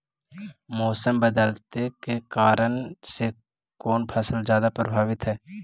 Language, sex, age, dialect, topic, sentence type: Magahi, male, 18-24, Central/Standard, agriculture, question